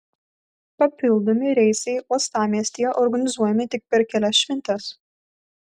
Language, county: Lithuanian, Vilnius